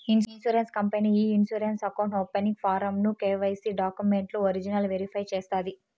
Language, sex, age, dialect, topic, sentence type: Telugu, female, 18-24, Southern, banking, statement